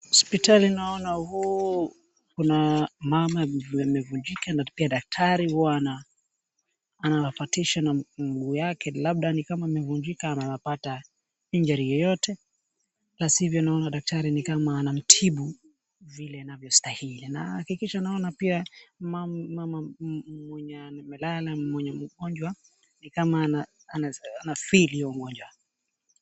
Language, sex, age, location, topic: Swahili, male, 18-24, Wajir, health